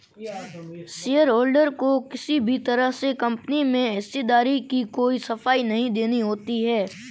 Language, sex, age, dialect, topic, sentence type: Hindi, female, 18-24, Marwari Dhudhari, banking, statement